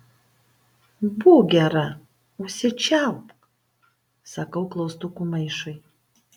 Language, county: Lithuanian, Panevėžys